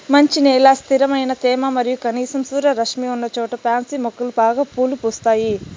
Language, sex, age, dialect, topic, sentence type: Telugu, male, 18-24, Southern, agriculture, statement